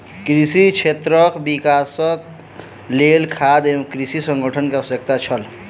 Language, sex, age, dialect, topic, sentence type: Maithili, male, 18-24, Southern/Standard, agriculture, statement